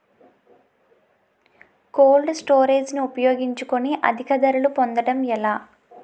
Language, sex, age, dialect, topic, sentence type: Telugu, female, 18-24, Utterandhra, agriculture, question